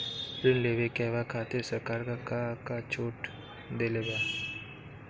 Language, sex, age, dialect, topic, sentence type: Bhojpuri, male, 31-35, Northern, banking, question